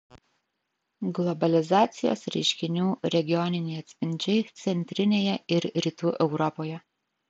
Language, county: Lithuanian, Vilnius